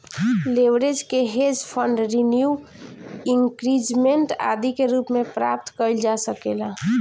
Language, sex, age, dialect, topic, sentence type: Bhojpuri, female, 18-24, Southern / Standard, banking, statement